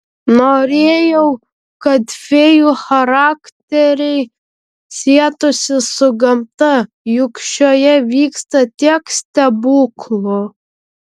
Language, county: Lithuanian, Vilnius